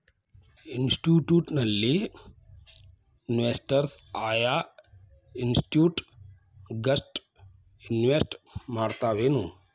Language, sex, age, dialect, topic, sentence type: Kannada, male, 56-60, Dharwad Kannada, banking, statement